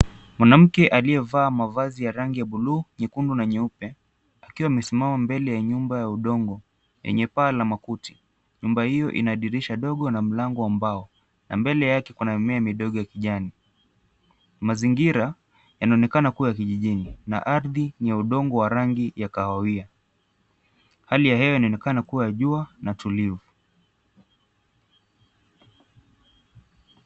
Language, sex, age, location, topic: Swahili, male, 18-24, Mombasa, government